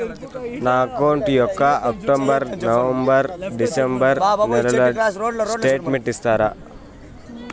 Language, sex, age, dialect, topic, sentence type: Telugu, male, 25-30, Southern, banking, question